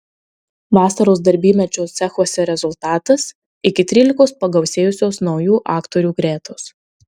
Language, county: Lithuanian, Marijampolė